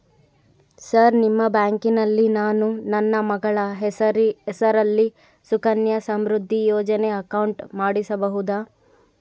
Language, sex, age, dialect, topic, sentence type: Kannada, female, 18-24, Central, banking, question